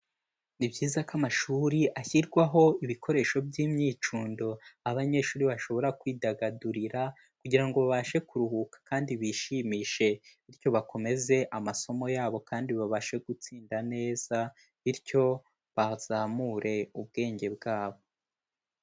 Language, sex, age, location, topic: Kinyarwanda, male, 18-24, Kigali, education